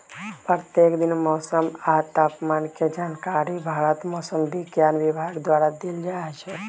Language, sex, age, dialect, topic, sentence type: Magahi, male, 25-30, Western, agriculture, statement